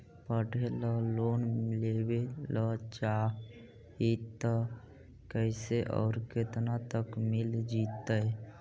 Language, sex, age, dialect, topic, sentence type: Magahi, female, 25-30, Central/Standard, banking, question